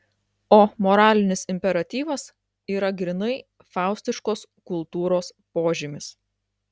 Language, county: Lithuanian, Klaipėda